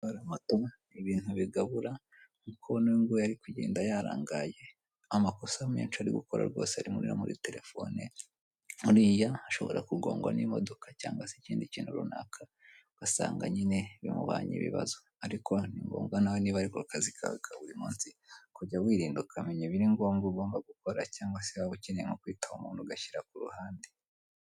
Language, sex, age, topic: Kinyarwanda, male, 18-24, government